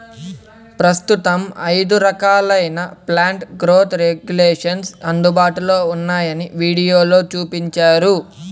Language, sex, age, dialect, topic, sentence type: Telugu, male, 18-24, Central/Coastal, agriculture, statement